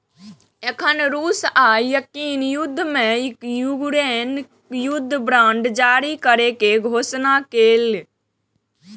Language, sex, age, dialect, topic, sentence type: Maithili, female, 18-24, Eastern / Thethi, banking, statement